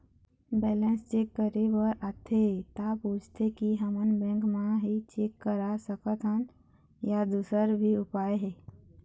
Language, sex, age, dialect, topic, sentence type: Chhattisgarhi, female, 31-35, Eastern, banking, question